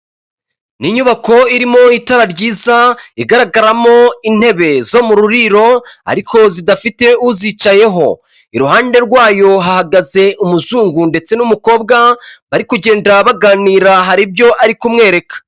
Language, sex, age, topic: Kinyarwanda, male, 25-35, finance